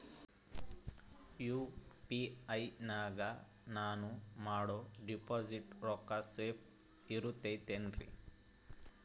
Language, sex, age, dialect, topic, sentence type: Kannada, male, 25-30, Central, banking, question